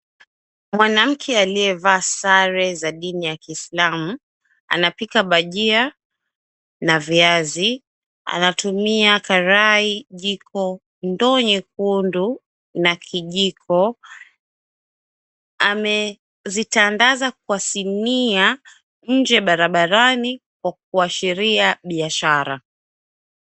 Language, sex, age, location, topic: Swahili, female, 25-35, Mombasa, agriculture